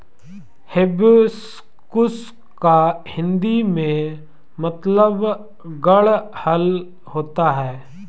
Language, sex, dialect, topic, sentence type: Hindi, male, Marwari Dhudhari, agriculture, statement